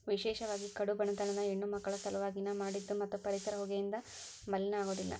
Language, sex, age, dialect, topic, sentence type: Kannada, female, 18-24, Dharwad Kannada, agriculture, statement